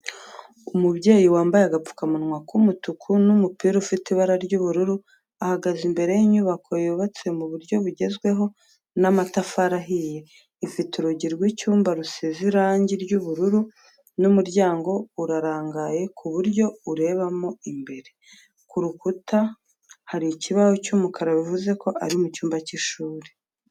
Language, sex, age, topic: Kinyarwanda, female, 25-35, education